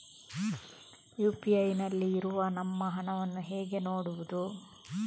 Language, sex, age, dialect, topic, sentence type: Kannada, female, 18-24, Coastal/Dakshin, banking, question